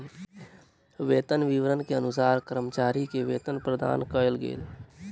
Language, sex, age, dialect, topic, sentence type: Maithili, male, 18-24, Southern/Standard, banking, statement